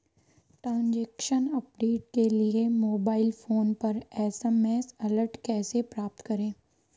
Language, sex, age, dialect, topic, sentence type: Hindi, female, 18-24, Marwari Dhudhari, banking, question